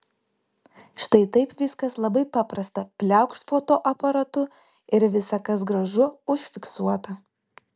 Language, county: Lithuanian, Vilnius